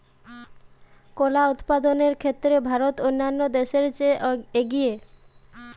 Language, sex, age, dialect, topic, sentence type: Bengali, female, 18-24, Jharkhandi, agriculture, statement